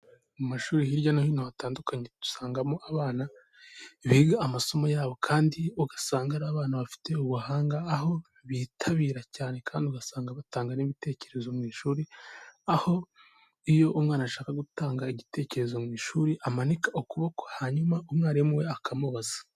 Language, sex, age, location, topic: Kinyarwanda, male, 18-24, Kigali, health